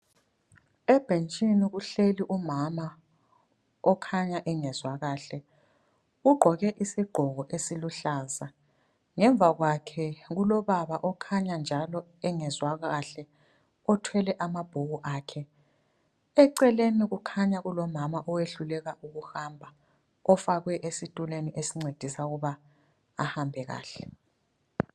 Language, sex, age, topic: North Ndebele, female, 25-35, health